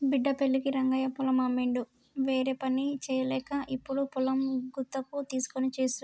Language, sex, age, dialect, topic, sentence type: Telugu, male, 18-24, Telangana, agriculture, statement